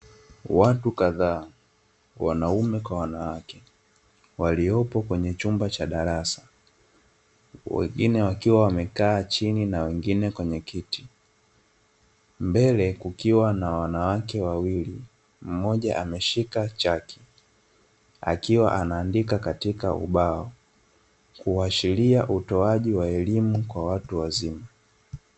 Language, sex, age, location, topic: Swahili, male, 18-24, Dar es Salaam, education